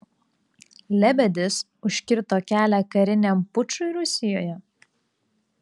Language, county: Lithuanian, Klaipėda